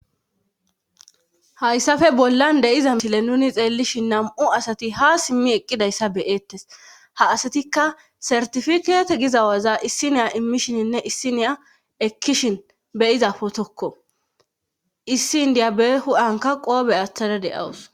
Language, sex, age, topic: Gamo, female, 25-35, government